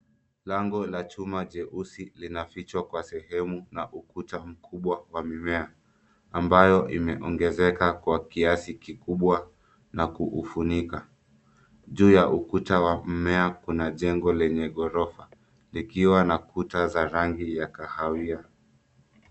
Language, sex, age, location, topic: Swahili, male, 25-35, Nairobi, finance